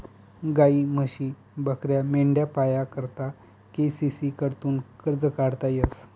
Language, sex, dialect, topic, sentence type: Marathi, male, Northern Konkan, agriculture, statement